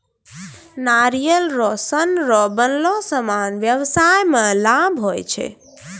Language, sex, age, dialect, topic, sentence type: Maithili, female, 25-30, Angika, agriculture, statement